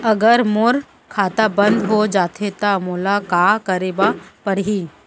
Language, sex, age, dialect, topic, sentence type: Chhattisgarhi, female, 25-30, Central, banking, question